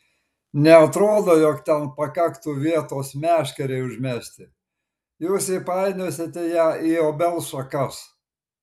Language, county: Lithuanian, Marijampolė